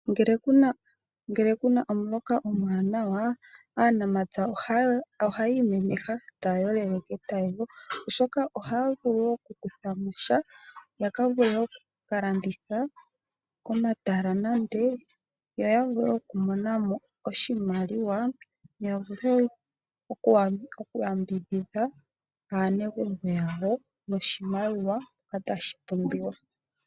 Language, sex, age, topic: Oshiwambo, female, 25-35, agriculture